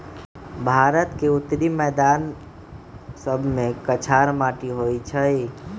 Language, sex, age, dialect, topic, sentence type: Magahi, male, 25-30, Western, agriculture, statement